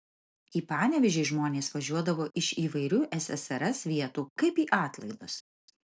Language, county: Lithuanian, Marijampolė